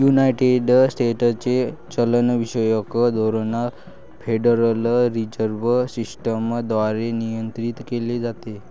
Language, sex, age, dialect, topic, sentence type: Marathi, male, 18-24, Varhadi, banking, statement